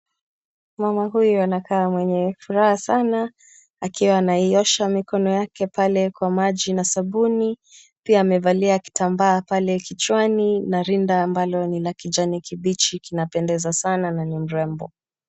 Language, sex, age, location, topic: Swahili, female, 25-35, Kisumu, health